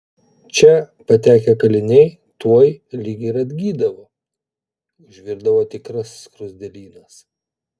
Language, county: Lithuanian, Vilnius